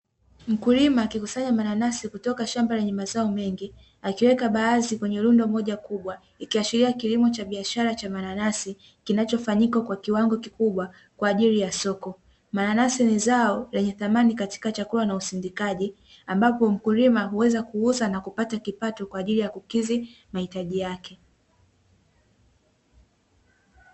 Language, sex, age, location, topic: Swahili, female, 18-24, Dar es Salaam, agriculture